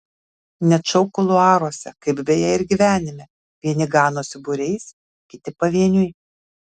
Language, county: Lithuanian, Kaunas